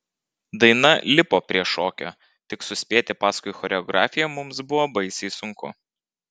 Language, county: Lithuanian, Vilnius